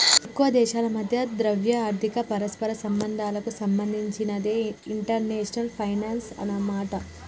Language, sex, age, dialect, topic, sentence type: Telugu, female, 36-40, Telangana, banking, statement